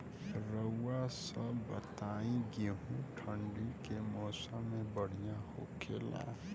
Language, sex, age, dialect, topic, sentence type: Bhojpuri, female, 18-24, Western, agriculture, question